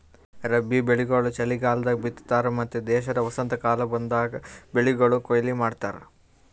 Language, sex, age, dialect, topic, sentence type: Kannada, male, 18-24, Northeastern, agriculture, statement